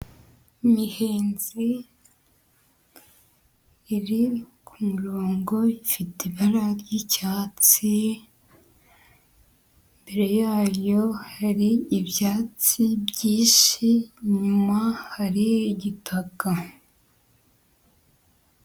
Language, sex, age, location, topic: Kinyarwanda, female, 25-35, Huye, agriculture